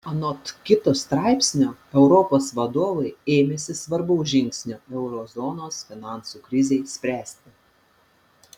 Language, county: Lithuanian, Panevėžys